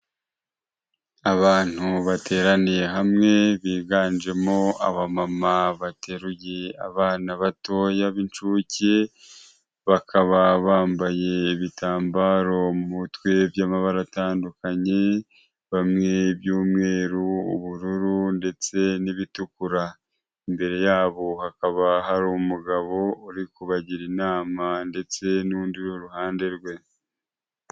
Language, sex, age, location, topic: Kinyarwanda, male, 25-35, Huye, health